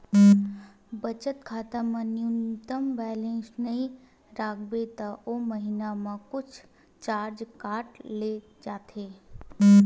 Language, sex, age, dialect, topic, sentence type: Chhattisgarhi, female, 18-24, Western/Budati/Khatahi, banking, statement